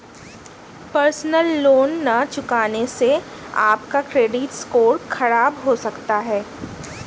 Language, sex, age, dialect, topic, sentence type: Hindi, female, 31-35, Hindustani Malvi Khadi Boli, banking, statement